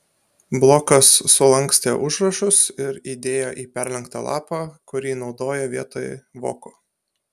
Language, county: Lithuanian, Utena